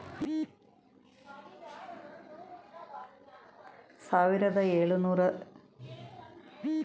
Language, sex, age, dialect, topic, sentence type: Kannada, female, 56-60, Mysore Kannada, banking, statement